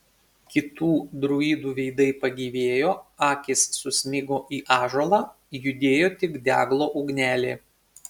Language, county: Lithuanian, Šiauliai